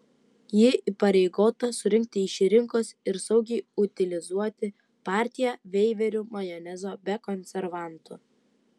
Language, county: Lithuanian, Utena